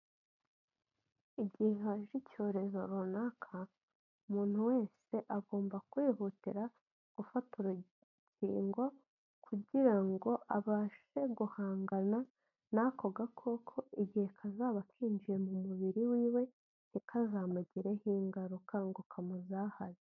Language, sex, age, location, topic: Kinyarwanda, female, 25-35, Kigali, health